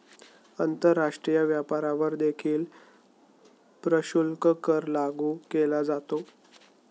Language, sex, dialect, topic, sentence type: Marathi, male, Standard Marathi, banking, statement